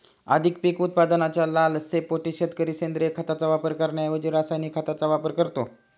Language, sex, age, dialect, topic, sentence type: Marathi, male, 46-50, Standard Marathi, agriculture, statement